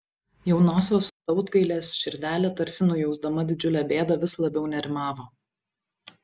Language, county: Lithuanian, Vilnius